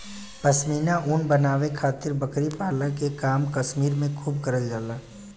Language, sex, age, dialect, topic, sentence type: Bhojpuri, male, 25-30, Western, agriculture, statement